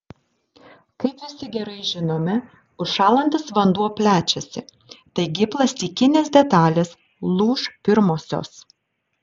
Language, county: Lithuanian, Šiauliai